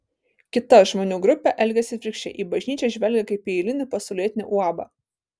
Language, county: Lithuanian, Vilnius